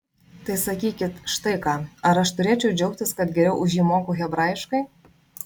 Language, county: Lithuanian, Vilnius